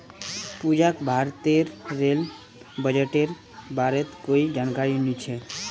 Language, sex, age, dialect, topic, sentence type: Magahi, male, 18-24, Northeastern/Surjapuri, banking, statement